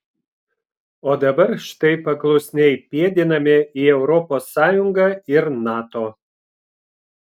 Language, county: Lithuanian, Vilnius